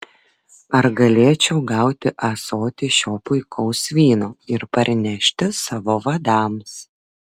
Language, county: Lithuanian, Vilnius